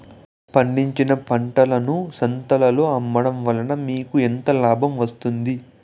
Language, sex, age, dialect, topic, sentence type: Telugu, male, 18-24, Southern, agriculture, question